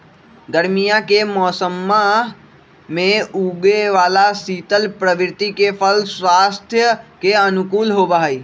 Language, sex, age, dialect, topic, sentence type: Magahi, male, 18-24, Western, agriculture, statement